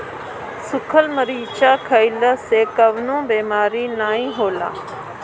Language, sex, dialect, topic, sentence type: Bhojpuri, female, Northern, agriculture, statement